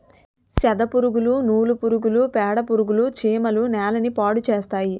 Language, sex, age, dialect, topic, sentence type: Telugu, female, 18-24, Utterandhra, agriculture, statement